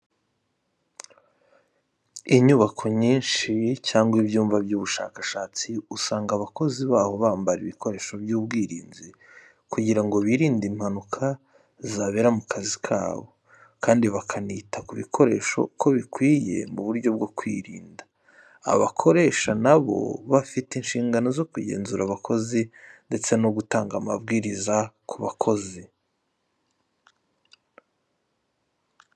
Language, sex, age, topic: Kinyarwanda, male, 25-35, education